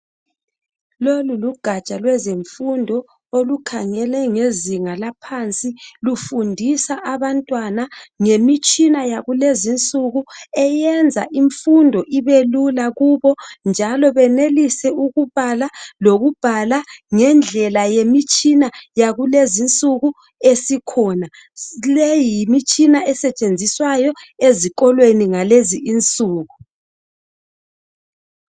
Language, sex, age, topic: North Ndebele, female, 36-49, education